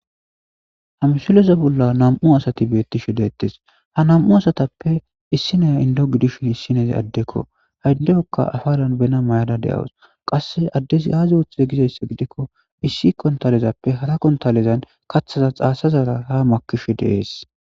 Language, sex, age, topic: Gamo, male, 25-35, agriculture